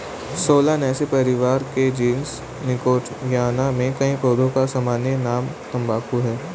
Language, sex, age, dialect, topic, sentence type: Hindi, male, 18-24, Hindustani Malvi Khadi Boli, agriculture, statement